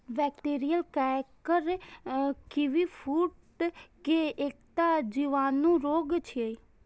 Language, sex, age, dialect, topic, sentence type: Maithili, female, 18-24, Eastern / Thethi, agriculture, statement